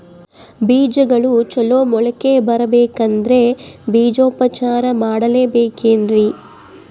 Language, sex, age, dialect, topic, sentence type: Kannada, female, 25-30, Central, agriculture, question